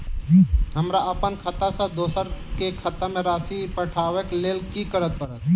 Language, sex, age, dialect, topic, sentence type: Maithili, male, 18-24, Southern/Standard, banking, question